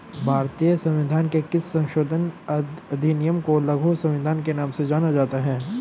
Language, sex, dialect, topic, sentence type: Hindi, male, Hindustani Malvi Khadi Boli, banking, question